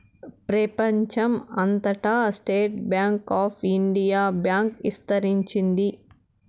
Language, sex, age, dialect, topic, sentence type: Telugu, male, 18-24, Southern, banking, statement